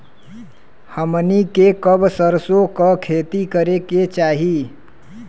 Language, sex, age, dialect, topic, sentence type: Bhojpuri, male, 25-30, Western, agriculture, question